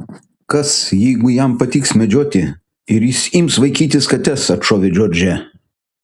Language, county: Lithuanian, Kaunas